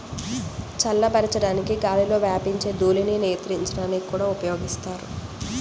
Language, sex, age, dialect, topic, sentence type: Telugu, female, 18-24, Central/Coastal, agriculture, statement